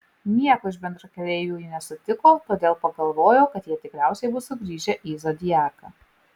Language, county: Lithuanian, Marijampolė